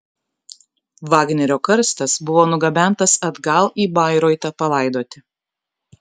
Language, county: Lithuanian, Kaunas